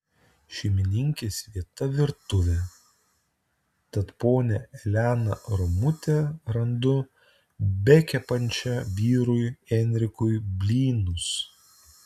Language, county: Lithuanian, Utena